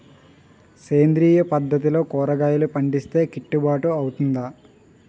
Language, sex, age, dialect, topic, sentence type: Telugu, male, 18-24, Utterandhra, agriculture, question